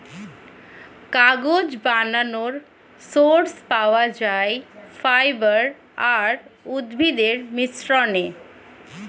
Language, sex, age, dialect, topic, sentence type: Bengali, female, 25-30, Standard Colloquial, agriculture, statement